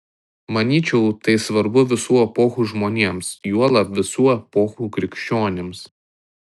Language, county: Lithuanian, Tauragė